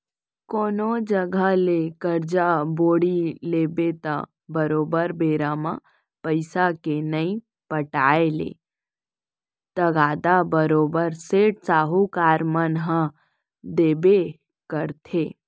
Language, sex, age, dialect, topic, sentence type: Chhattisgarhi, female, 18-24, Central, banking, statement